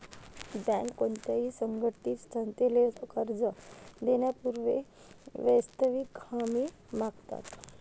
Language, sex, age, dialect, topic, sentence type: Marathi, female, 31-35, Varhadi, banking, statement